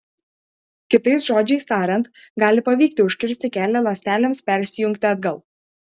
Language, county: Lithuanian, Šiauliai